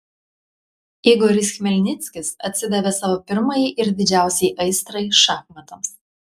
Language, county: Lithuanian, Klaipėda